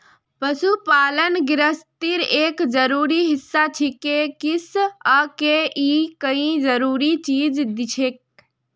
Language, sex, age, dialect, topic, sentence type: Magahi, female, 25-30, Northeastern/Surjapuri, agriculture, statement